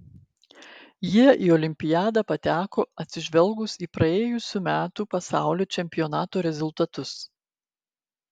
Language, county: Lithuanian, Klaipėda